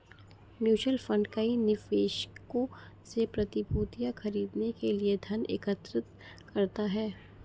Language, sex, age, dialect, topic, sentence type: Hindi, female, 60-100, Marwari Dhudhari, banking, statement